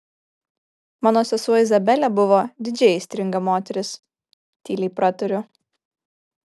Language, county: Lithuanian, Kaunas